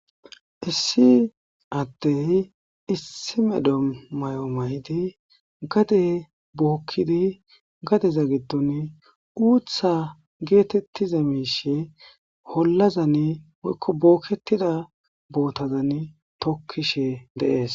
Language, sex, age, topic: Gamo, male, 25-35, agriculture